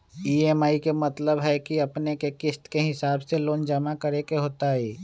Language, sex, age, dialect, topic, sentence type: Magahi, male, 25-30, Western, banking, question